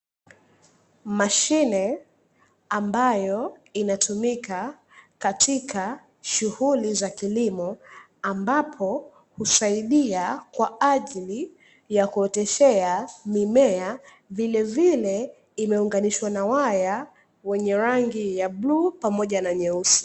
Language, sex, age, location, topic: Swahili, female, 18-24, Dar es Salaam, agriculture